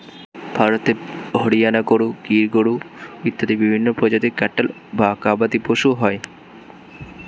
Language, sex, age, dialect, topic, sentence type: Bengali, male, 18-24, Standard Colloquial, agriculture, statement